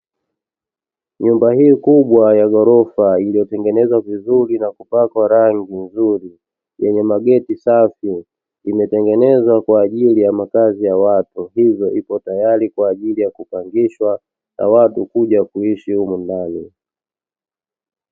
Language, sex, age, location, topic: Swahili, male, 25-35, Dar es Salaam, finance